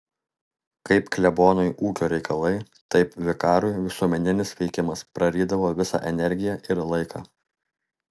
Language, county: Lithuanian, Alytus